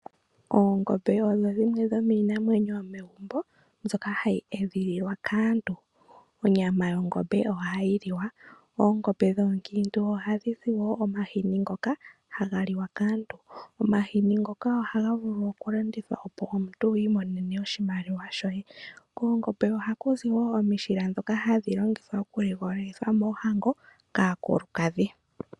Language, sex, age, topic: Oshiwambo, female, 18-24, agriculture